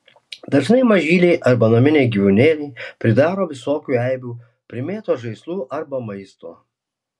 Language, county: Lithuanian, Alytus